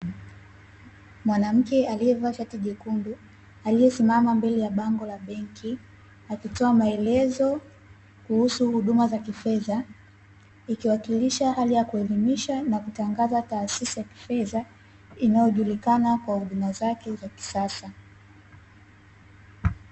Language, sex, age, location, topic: Swahili, female, 18-24, Dar es Salaam, finance